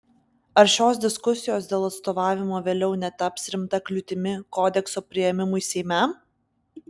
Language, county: Lithuanian, Klaipėda